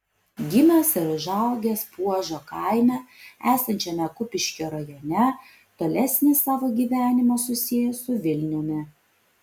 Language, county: Lithuanian, Vilnius